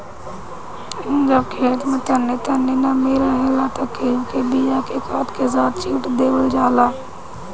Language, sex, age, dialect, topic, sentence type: Bhojpuri, female, 18-24, Northern, agriculture, statement